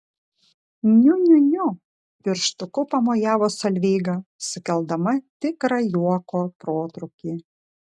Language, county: Lithuanian, Šiauliai